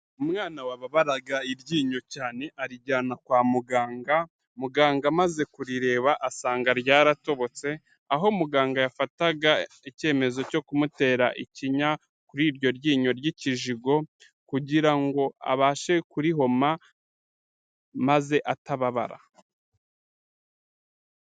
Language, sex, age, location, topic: Kinyarwanda, male, 36-49, Kigali, health